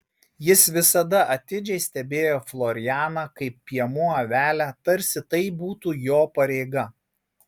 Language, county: Lithuanian, Marijampolė